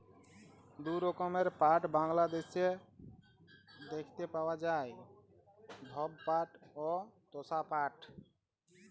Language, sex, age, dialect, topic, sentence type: Bengali, male, 18-24, Jharkhandi, agriculture, statement